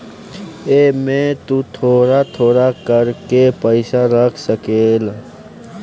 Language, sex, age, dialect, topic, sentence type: Bhojpuri, male, <18, Southern / Standard, banking, statement